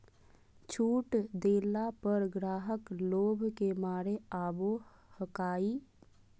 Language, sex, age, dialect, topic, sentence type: Magahi, female, 25-30, Southern, banking, statement